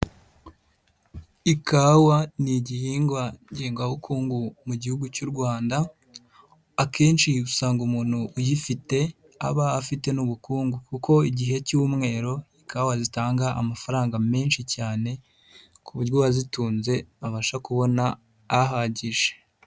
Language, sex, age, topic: Kinyarwanda, female, 25-35, agriculture